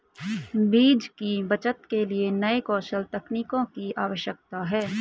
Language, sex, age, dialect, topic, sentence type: Hindi, male, 25-30, Hindustani Malvi Khadi Boli, agriculture, statement